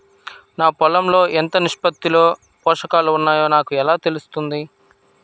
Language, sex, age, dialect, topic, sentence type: Telugu, male, 25-30, Central/Coastal, agriculture, question